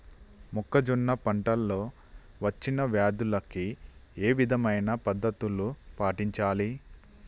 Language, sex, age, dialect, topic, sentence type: Telugu, male, 25-30, Telangana, agriculture, question